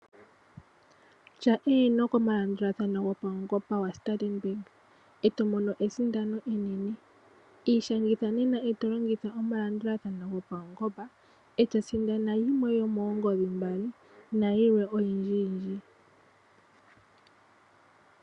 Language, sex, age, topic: Oshiwambo, female, 18-24, finance